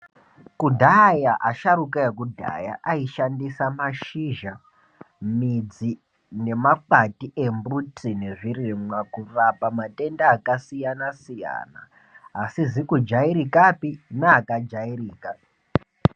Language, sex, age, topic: Ndau, male, 18-24, health